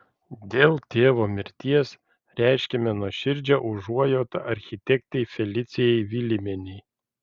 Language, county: Lithuanian, Vilnius